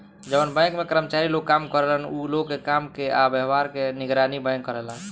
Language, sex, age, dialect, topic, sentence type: Bhojpuri, male, 18-24, Southern / Standard, banking, statement